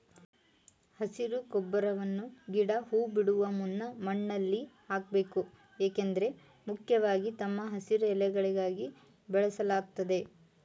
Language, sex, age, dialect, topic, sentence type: Kannada, male, 18-24, Mysore Kannada, agriculture, statement